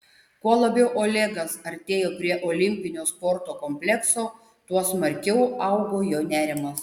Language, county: Lithuanian, Panevėžys